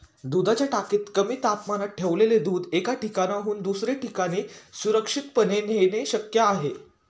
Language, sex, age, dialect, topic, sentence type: Marathi, male, 18-24, Standard Marathi, agriculture, statement